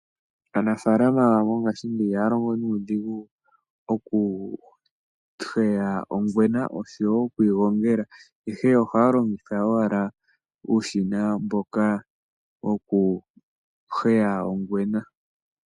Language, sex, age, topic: Oshiwambo, male, 18-24, agriculture